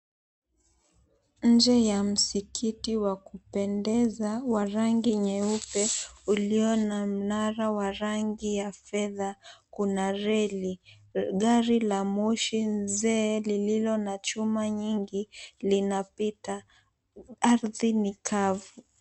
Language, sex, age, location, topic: Swahili, female, 18-24, Mombasa, government